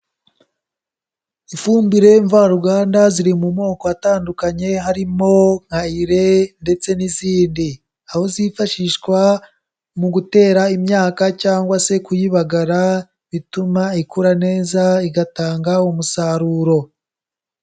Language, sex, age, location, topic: Kinyarwanda, male, 18-24, Kigali, agriculture